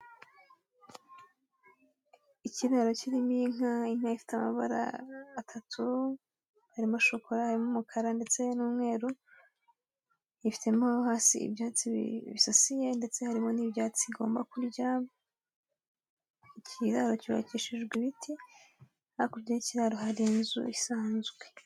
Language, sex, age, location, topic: Kinyarwanda, female, 18-24, Kigali, agriculture